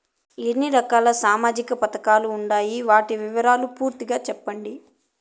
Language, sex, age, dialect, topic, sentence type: Telugu, female, 18-24, Southern, banking, question